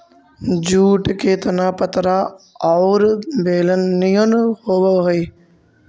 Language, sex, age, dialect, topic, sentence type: Magahi, male, 46-50, Central/Standard, agriculture, statement